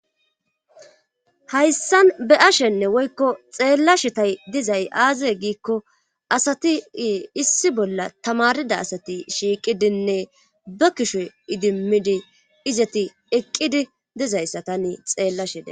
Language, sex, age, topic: Gamo, male, 25-35, government